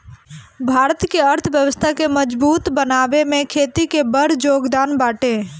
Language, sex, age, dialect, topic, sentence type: Bhojpuri, female, 18-24, Northern, agriculture, statement